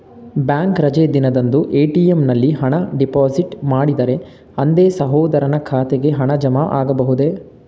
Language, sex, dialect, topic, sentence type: Kannada, male, Mysore Kannada, banking, question